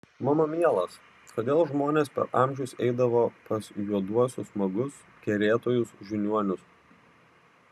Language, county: Lithuanian, Vilnius